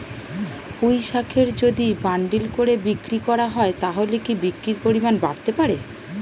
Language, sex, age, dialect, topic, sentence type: Bengali, female, 36-40, Standard Colloquial, agriculture, question